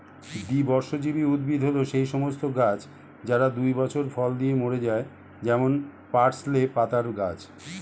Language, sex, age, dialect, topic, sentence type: Bengali, male, 51-55, Standard Colloquial, agriculture, statement